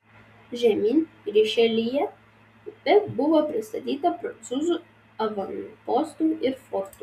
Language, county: Lithuanian, Vilnius